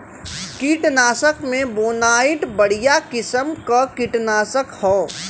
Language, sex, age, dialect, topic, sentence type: Bhojpuri, male, 18-24, Western, agriculture, statement